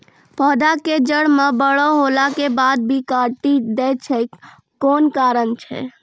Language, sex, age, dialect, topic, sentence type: Maithili, female, 36-40, Angika, agriculture, question